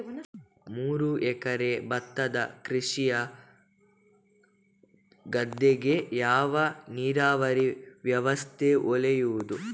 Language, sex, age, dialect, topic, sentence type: Kannada, female, 18-24, Coastal/Dakshin, agriculture, question